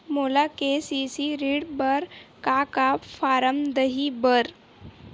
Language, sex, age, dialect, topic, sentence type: Chhattisgarhi, female, 18-24, Western/Budati/Khatahi, banking, question